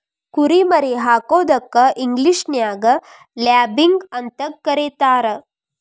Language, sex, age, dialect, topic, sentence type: Kannada, female, 25-30, Dharwad Kannada, agriculture, statement